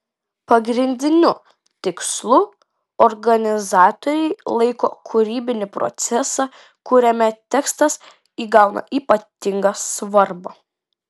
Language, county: Lithuanian, Vilnius